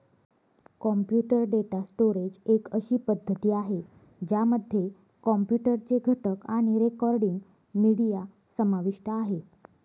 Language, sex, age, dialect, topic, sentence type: Marathi, female, 25-30, Northern Konkan, agriculture, statement